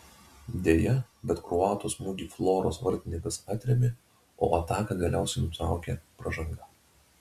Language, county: Lithuanian, Vilnius